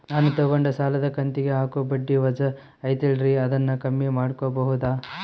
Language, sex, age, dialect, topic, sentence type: Kannada, male, 18-24, Central, banking, question